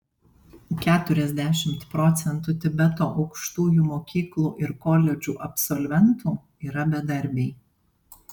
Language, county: Lithuanian, Panevėžys